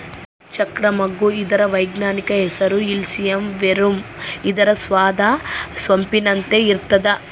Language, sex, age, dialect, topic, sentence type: Kannada, female, 25-30, Central, agriculture, statement